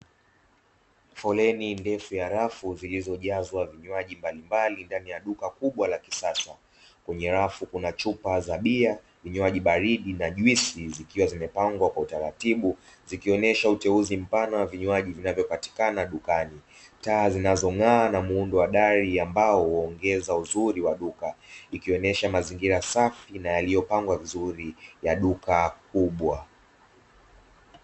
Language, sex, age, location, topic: Swahili, male, 25-35, Dar es Salaam, finance